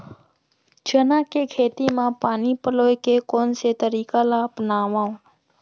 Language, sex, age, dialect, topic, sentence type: Chhattisgarhi, female, 31-35, Central, agriculture, question